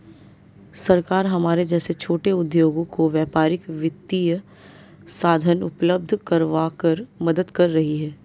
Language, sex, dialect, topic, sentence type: Hindi, female, Marwari Dhudhari, banking, statement